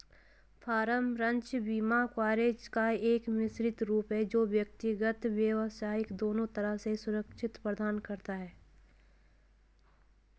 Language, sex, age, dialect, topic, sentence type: Hindi, female, 46-50, Hindustani Malvi Khadi Boli, agriculture, statement